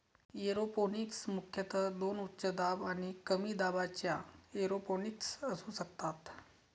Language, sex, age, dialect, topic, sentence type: Marathi, male, 31-35, Varhadi, agriculture, statement